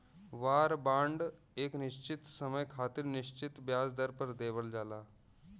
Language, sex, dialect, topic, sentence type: Bhojpuri, male, Western, banking, statement